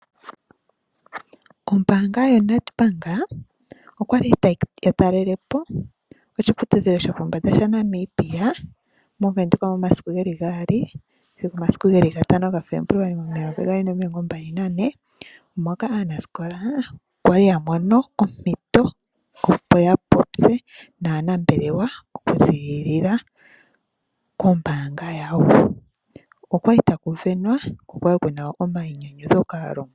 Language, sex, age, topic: Oshiwambo, female, 25-35, finance